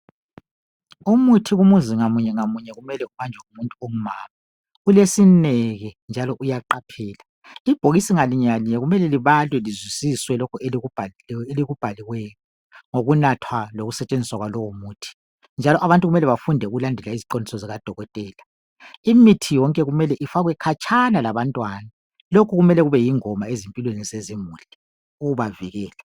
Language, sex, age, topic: North Ndebele, female, 50+, health